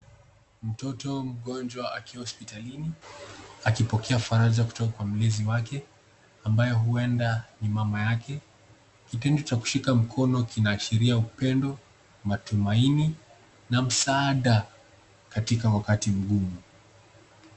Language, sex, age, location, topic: Swahili, male, 18-24, Nairobi, health